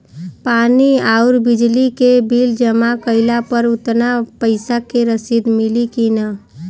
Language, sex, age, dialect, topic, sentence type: Bhojpuri, female, 25-30, Southern / Standard, banking, question